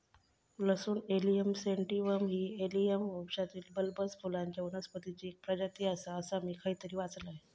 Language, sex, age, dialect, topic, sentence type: Marathi, female, 36-40, Southern Konkan, agriculture, statement